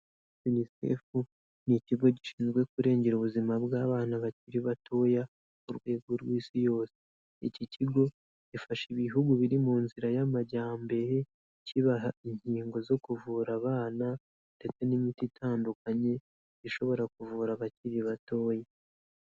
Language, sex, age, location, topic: Kinyarwanda, male, 18-24, Kigali, health